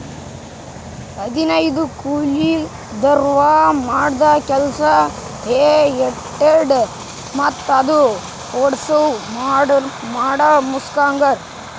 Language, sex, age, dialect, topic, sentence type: Kannada, male, 18-24, Northeastern, agriculture, statement